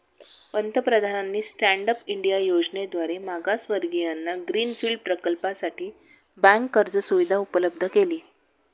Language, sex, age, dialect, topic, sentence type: Marathi, female, 36-40, Standard Marathi, banking, statement